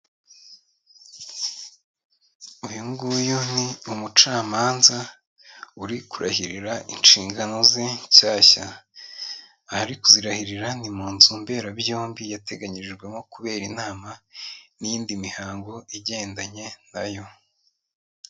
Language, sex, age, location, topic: Kinyarwanda, male, 25-35, Kigali, government